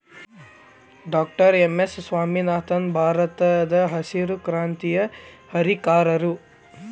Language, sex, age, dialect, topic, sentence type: Kannada, male, 18-24, Dharwad Kannada, agriculture, statement